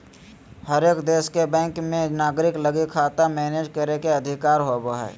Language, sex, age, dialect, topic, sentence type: Magahi, male, 18-24, Southern, banking, statement